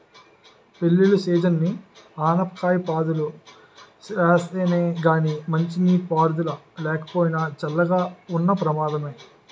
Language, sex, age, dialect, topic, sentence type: Telugu, male, 31-35, Utterandhra, agriculture, statement